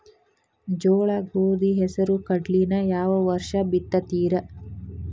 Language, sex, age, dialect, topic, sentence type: Kannada, female, 31-35, Dharwad Kannada, agriculture, question